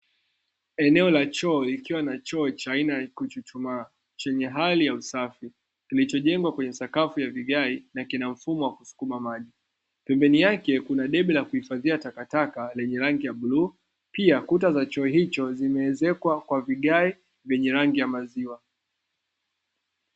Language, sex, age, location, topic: Swahili, male, 25-35, Dar es Salaam, government